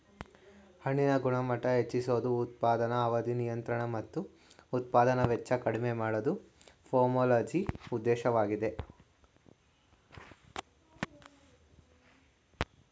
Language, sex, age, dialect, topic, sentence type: Kannada, male, 18-24, Mysore Kannada, agriculture, statement